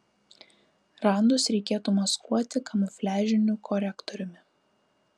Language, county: Lithuanian, Kaunas